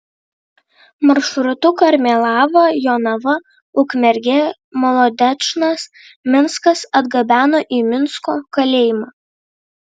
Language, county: Lithuanian, Vilnius